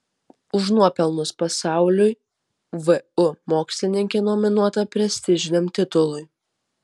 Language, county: Lithuanian, Alytus